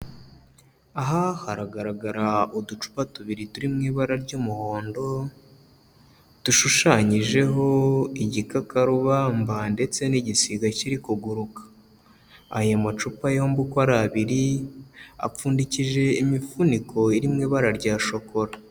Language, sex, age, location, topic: Kinyarwanda, male, 25-35, Kigali, health